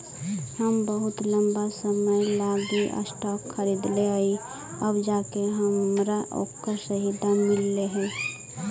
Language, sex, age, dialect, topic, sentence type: Magahi, female, 18-24, Central/Standard, banking, statement